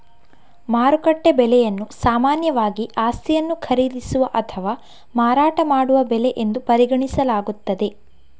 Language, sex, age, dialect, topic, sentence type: Kannada, female, 51-55, Coastal/Dakshin, agriculture, statement